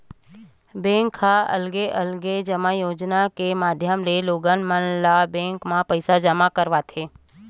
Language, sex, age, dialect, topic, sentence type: Chhattisgarhi, female, 31-35, Western/Budati/Khatahi, banking, statement